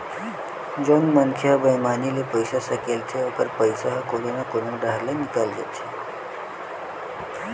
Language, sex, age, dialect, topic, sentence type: Chhattisgarhi, male, 18-24, Western/Budati/Khatahi, banking, statement